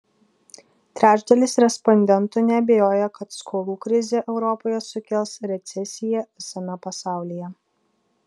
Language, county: Lithuanian, Vilnius